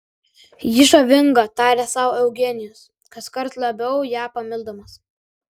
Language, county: Lithuanian, Kaunas